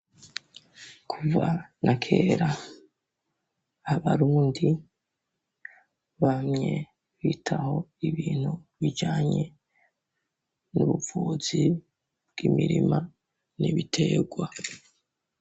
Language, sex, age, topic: Rundi, male, 18-24, education